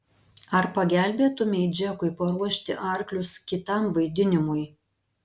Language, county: Lithuanian, Panevėžys